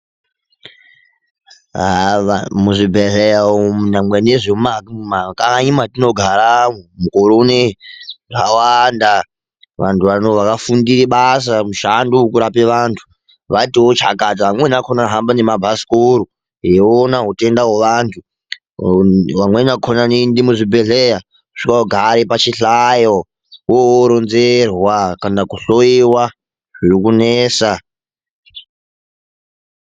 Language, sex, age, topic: Ndau, male, 25-35, health